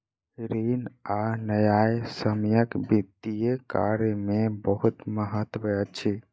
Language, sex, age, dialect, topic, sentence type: Maithili, female, 25-30, Southern/Standard, banking, statement